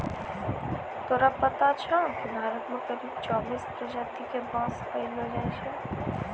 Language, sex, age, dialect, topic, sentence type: Maithili, female, 18-24, Angika, agriculture, statement